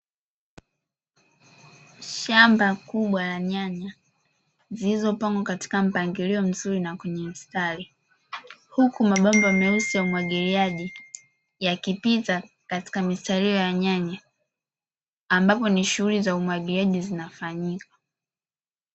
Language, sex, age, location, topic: Swahili, female, 25-35, Dar es Salaam, agriculture